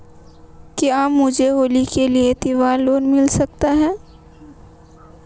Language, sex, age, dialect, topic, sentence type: Hindi, female, 18-24, Marwari Dhudhari, banking, question